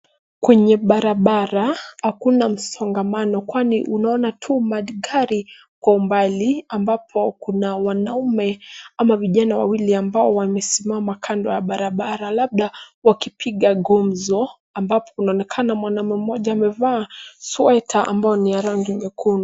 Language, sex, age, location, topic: Swahili, female, 18-24, Nairobi, government